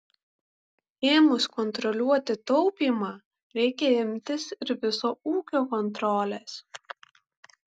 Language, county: Lithuanian, Kaunas